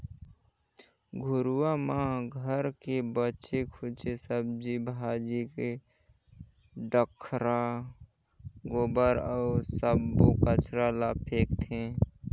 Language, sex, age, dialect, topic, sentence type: Chhattisgarhi, male, 56-60, Northern/Bhandar, agriculture, statement